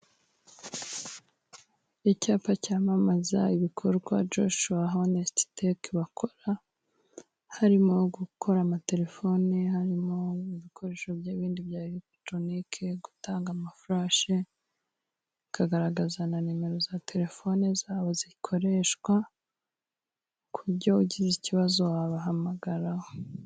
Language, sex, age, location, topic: Kinyarwanda, female, 18-24, Musanze, finance